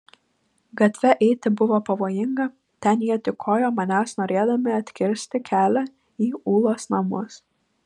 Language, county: Lithuanian, Vilnius